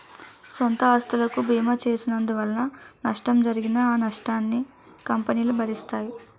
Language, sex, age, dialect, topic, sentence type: Telugu, female, 18-24, Utterandhra, banking, statement